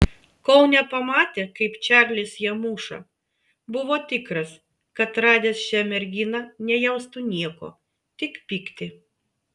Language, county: Lithuanian, Vilnius